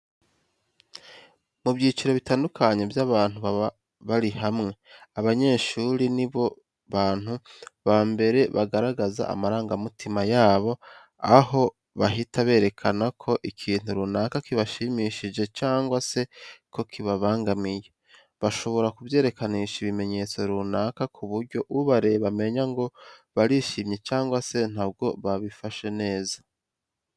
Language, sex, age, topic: Kinyarwanda, male, 25-35, education